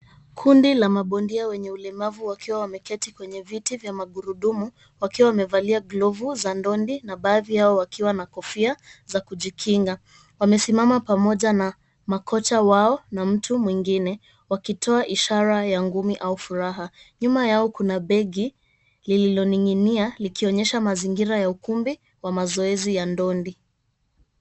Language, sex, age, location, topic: Swahili, female, 25-35, Mombasa, education